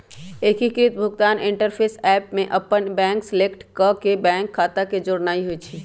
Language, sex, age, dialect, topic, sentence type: Magahi, female, 25-30, Western, banking, statement